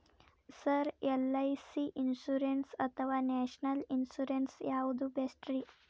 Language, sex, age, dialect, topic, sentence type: Kannada, female, 18-24, Dharwad Kannada, banking, question